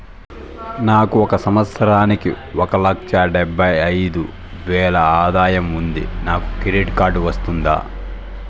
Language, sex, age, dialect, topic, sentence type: Telugu, male, 18-24, Southern, banking, question